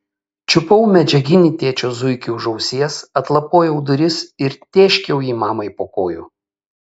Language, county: Lithuanian, Kaunas